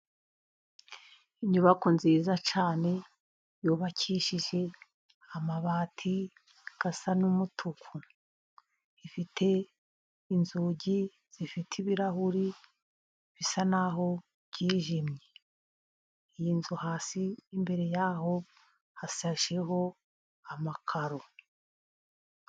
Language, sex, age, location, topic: Kinyarwanda, female, 50+, Musanze, government